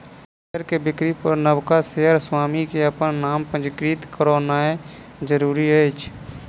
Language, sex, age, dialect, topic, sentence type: Maithili, male, 25-30, Southern/Standard, banking, statement